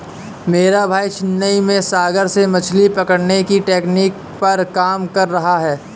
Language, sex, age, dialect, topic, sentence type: Hindi, male, 18-24, Awadhi Bundeli, agriculture, statement